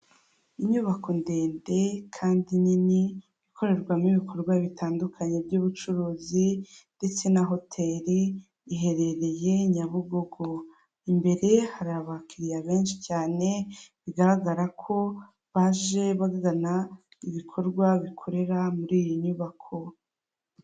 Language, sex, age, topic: Kinyarwanda, female, 25-35, finance